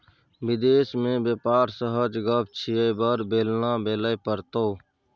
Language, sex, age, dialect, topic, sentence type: Maithili, male, 31-35, Bajjika, banking, statement